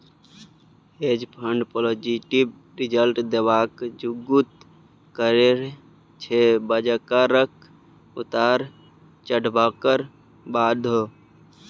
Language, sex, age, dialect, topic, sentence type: Maithili, male, 18-24, Bajjika, banking, statement